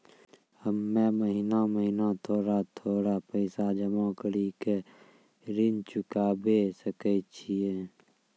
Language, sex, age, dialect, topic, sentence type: Maithili, male, 36-40, Angika, banking, question